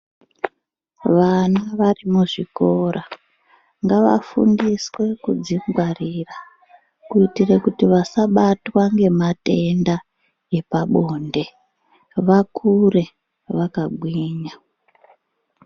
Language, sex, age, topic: Ndau, male, 36-49, education